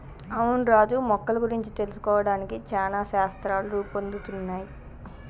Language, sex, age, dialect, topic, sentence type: Telugu, female, 25-30, Telangana, agriculture, statement